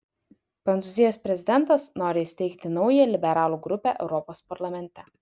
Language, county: Lithuanian, Vilnius